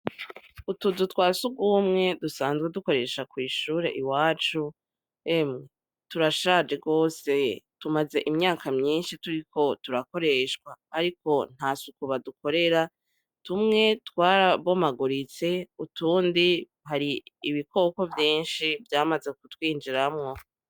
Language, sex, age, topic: Rundi, female, 18-24, education